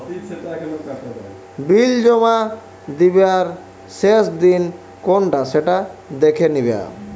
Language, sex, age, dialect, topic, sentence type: Bengali, male, 18-24, Western, banking, statement